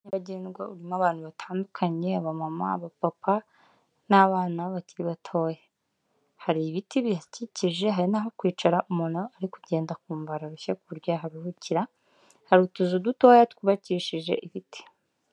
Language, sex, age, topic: Kinyarwanda, female, 18-24, government